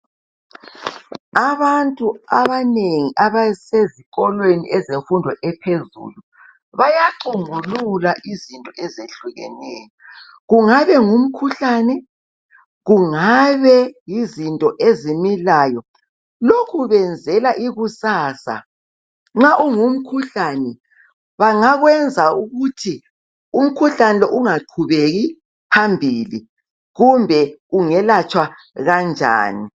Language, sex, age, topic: North Ndebele, female, 50+, health